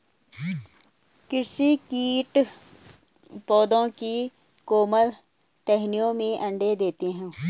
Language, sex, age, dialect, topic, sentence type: Hindi, female, 31-35, Garhwali, agriculture, statement